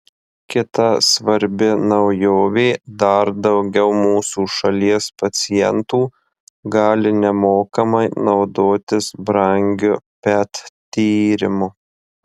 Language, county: Lithuanian, Marijampolė